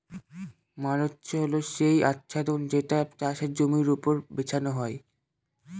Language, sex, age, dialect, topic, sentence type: Bengali, male, <18, Northern/Varendri, agriculture, statement